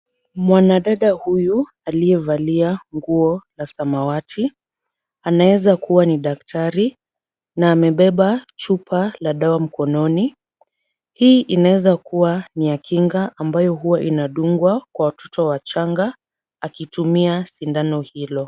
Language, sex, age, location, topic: Swahili, female, 36-49, Kisumu, health